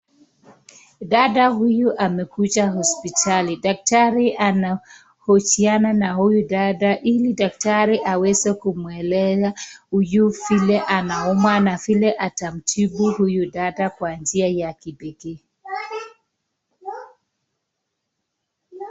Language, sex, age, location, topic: Swahili, male, 25-35, Nakuru, health